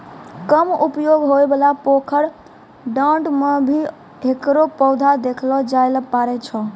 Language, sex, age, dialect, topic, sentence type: Maithili, female, 18-24, Angika, agriculture, statement